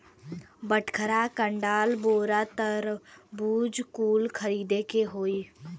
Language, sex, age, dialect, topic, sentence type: Bhojpuri, female, 31-35, Western, banking, statement